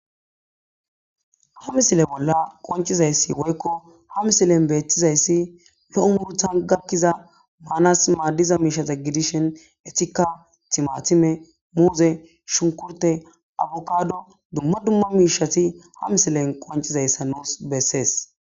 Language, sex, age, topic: Gamo, male, 18-24, agriculture